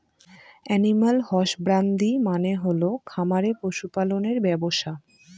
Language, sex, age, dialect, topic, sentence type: Bengali, female, <18, Northern/Varendri, agriculture, statement